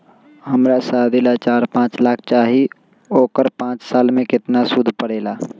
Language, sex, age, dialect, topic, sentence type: Magahi, male, 18-24, Western, banking, question